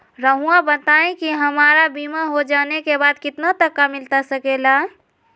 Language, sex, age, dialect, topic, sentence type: Magahi, female, 18-24, Southern, banking, question